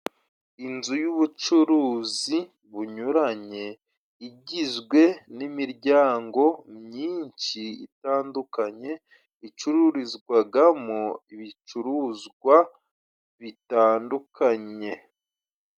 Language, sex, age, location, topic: Kinyarwanda, male, 25-35, Musanze, finance